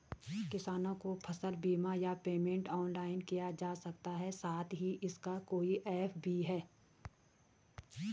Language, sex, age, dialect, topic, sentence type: Hindi, female, 36-40, Garhwali, banking, question